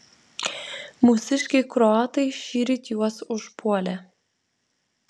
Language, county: Lithuanian, Vilnius